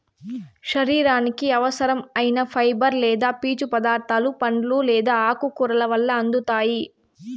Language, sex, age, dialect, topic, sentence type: Telugu, female, 18-24, Southern, agriculture, statement